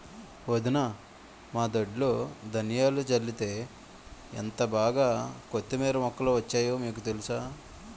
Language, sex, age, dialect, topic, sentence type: Telugu, male, 25-30, Utterandhra, agriculture, statement